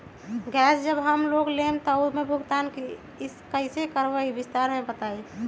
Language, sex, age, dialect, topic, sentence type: Magahi, female, 31-35, Western, banking, question